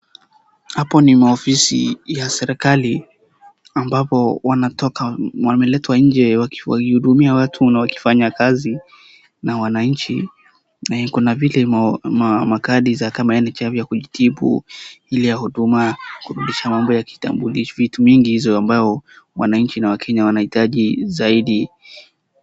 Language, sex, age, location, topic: Swahili, male, 18-24, Wajir, government